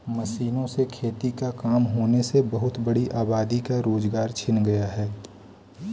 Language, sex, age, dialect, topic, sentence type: Hindi, male, 18-24, Kanauji Braj Bhasha, agriculture, statement